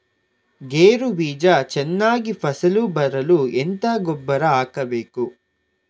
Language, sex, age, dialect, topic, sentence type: Kannada, male, 18-24, Coastal/Dakshin, agriculture, question